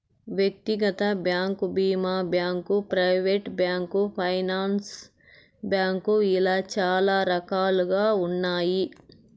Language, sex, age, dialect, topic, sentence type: Telugu, male, 18-24, Southern, banking, statement